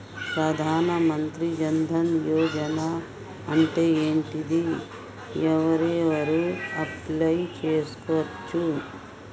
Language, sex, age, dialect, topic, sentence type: Telugu, male, 36-40, Telangana, banking, question